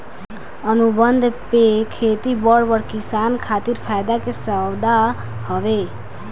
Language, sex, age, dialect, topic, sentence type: Bhojpuri, female, 18-24, Northern, agriculture, statement